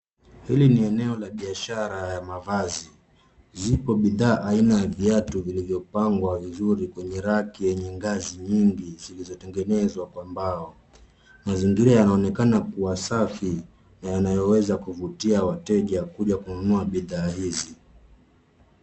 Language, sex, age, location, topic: Swahili, male, 25-35, Nairobi, finance